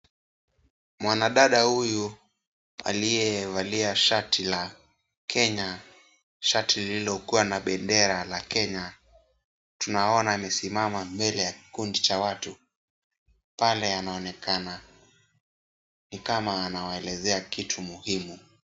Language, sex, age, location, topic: Swahili, male, 18-24, Kisumu, government